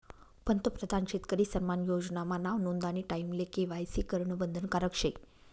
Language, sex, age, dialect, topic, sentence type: Marathi, female, 46-50, Northern Konkan, agriculture, statement